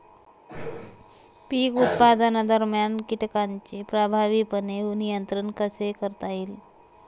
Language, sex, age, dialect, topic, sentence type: Marathi, female, 31-35, Standard Marathi, agriculture, question